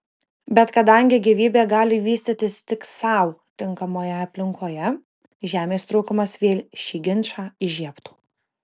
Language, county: Lithuanian, Kaunas